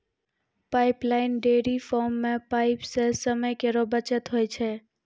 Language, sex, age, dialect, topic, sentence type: Maithili, female, 41-45, Angika, agriculture, statement